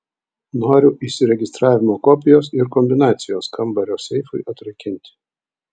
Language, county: Lithuanian, Vilnius